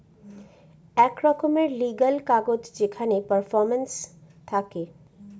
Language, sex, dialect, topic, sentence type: Bengali, female, Northern/Varendri, banking, statement